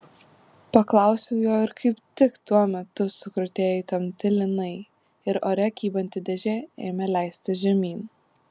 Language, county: Lithuanian, Klaipėda